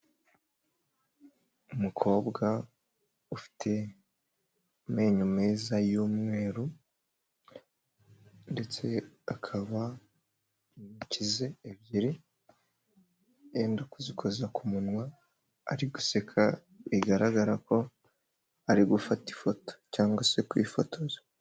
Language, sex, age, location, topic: Kinyarwanda, male, 18-24, Huye, health